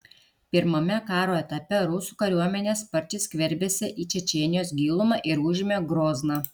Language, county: Lithuanian, Kaunas